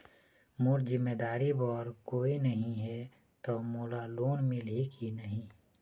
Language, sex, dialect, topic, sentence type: Chhattisgarhi, male, Eastern, banking, question